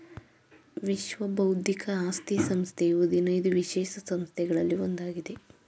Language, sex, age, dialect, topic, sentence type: Kannada, female, 18-24, Mysore Kannada, banking, statement